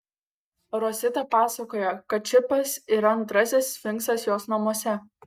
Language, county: Lithuanian, Kaunas